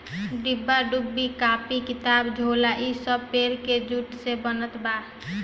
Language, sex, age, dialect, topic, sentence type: Bhojpuri, female, 18-24, Northern, agriculture, statement